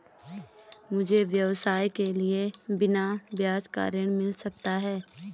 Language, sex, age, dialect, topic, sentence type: Hindi, female, 31-35, Garhwali, banking, question